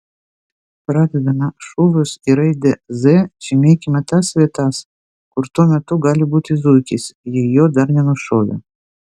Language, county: Lithuanian, Vilnius